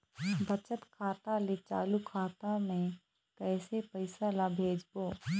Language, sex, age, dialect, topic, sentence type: Chhattisgarhi, female, 25-30, Eastern, banking, question